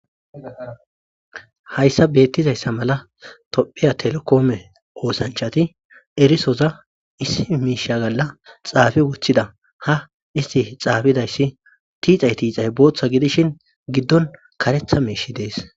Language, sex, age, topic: Gamo, male, 25-35, government